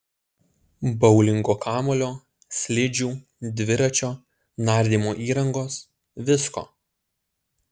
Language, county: Lithuanian, Utena